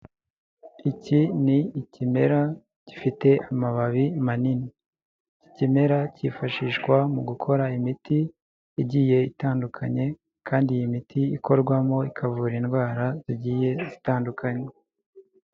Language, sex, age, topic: Kinyarwanda, male, 18-24, health